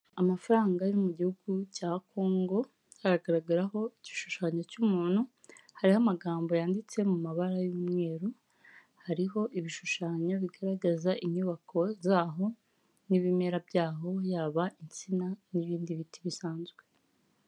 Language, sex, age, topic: Kinyarwanda, female, 18-24, finance